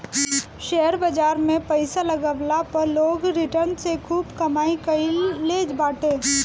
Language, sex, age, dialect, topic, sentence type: Bhojpuri, female, 18-24, Northern, banking, statement